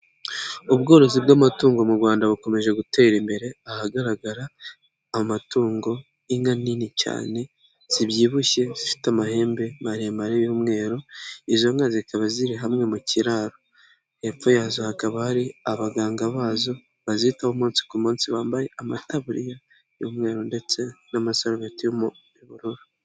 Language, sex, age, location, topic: Kinyarwanda, male, 50+, Nyagatare, agriculture